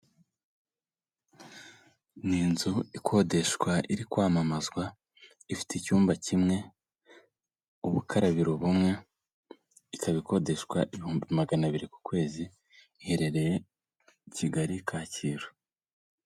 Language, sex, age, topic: Kinyarwanda, male, 18-24, finance